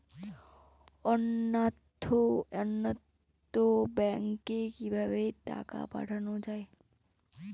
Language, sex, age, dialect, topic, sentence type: Bengali, female, 18-24, Rajbangshi, banking, question